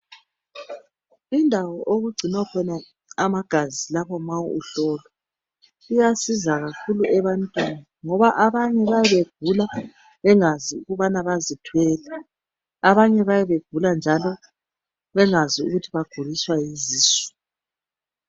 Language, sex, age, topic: North Ndebele, male, 25-35, health